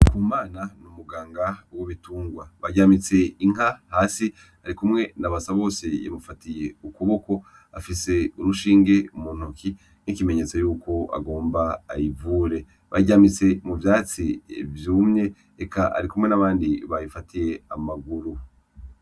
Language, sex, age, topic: Rundi, male, 25-35, agriculture